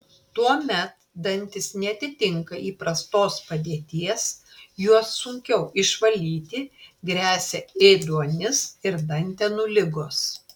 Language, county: Lithuanian, Klaipėda